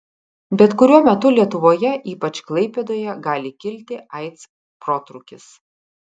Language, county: Lithuanian, Kaunas